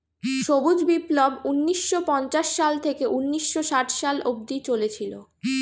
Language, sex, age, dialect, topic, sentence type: Bengali, female, 36-40, Standard Colloquial, agriculture, statement